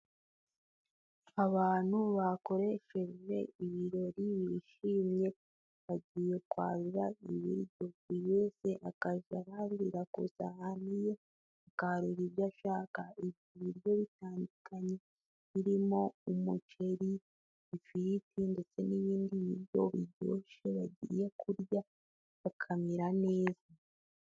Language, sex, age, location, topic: Kinyarwanda, female, 18-24, Musanze, government